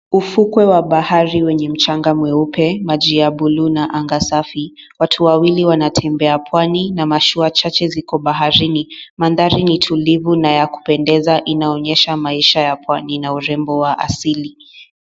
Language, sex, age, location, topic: Swahili, female, 18-24, Mombasa, government